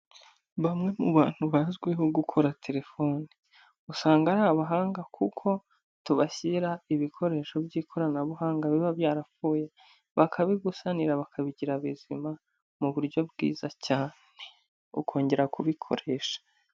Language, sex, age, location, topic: Kinyarwanda, female, 25-35, Huye, government